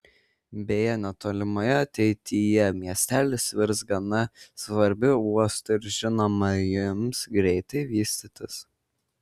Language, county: Lithuanian, Kaunas